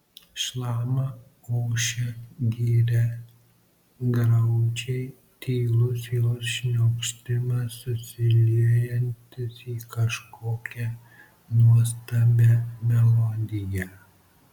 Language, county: Lithuanian, Marijampolė